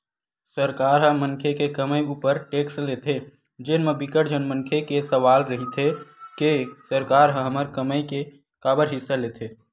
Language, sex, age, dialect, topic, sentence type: Chhattisgarhi, male, 18-24, Western/Budati/Khatahi, banking, statement